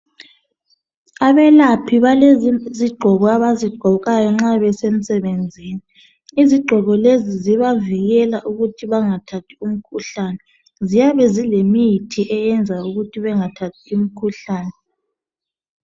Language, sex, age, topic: North Ndebele, female, 36-49, health